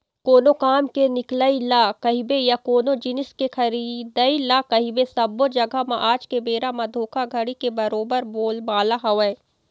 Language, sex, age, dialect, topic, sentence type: Chhattisgarhi, female, 18-24, Eastern, banking, statement